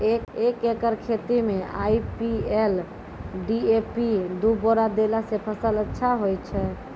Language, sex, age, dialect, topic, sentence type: Maithili, female, 25-30, Angika, agriculture, question